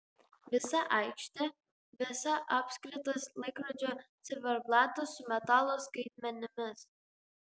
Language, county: Lithuanian, Klaipėda